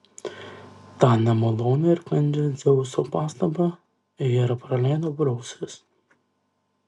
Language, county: Lithuanian, Kaunas